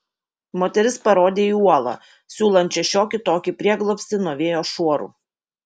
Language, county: Lithuanian, Kaunas